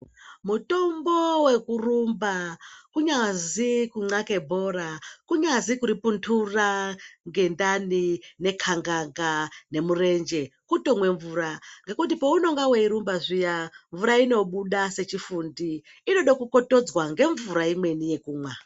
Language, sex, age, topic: Ndau, male, 18-24, health